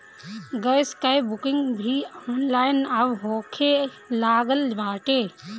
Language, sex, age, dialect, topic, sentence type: Bhojpuri, female, 18-24, Northern, banking, statement